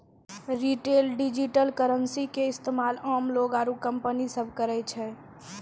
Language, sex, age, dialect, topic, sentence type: Maithili, female, 18-24, Angika, banking, statement